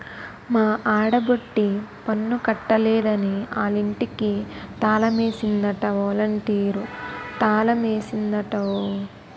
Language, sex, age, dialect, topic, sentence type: Telugu, female, 18-24, Utterandhra, banking, statement